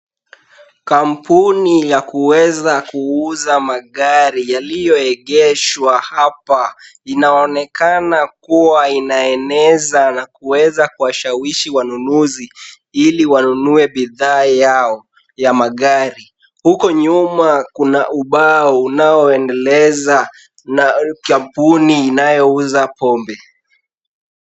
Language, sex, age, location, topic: Swahili, male, 18-24, Kisumu, finance